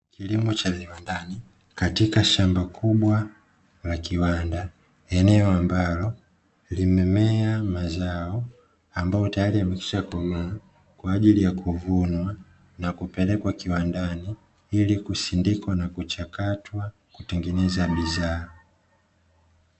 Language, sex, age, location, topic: Swahili, male, 25-35, Dar es Salaam, agriculture